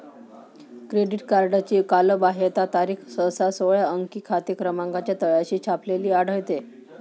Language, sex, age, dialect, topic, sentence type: Marathi, female, 25-30, Varhadi, banking, statement